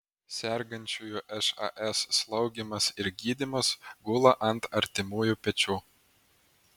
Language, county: Lithuanian, Vilnius